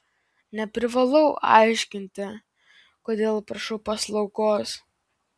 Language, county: Lithuanian, Vilnius